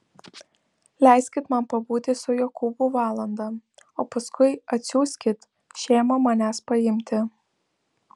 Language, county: Lithuanian, Vilnius